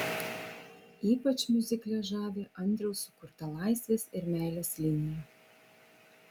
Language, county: Lithuanian, Vilnius